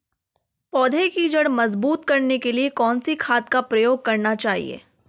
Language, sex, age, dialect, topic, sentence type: Hindi, female, 25-30, Garhwali, agriculture, question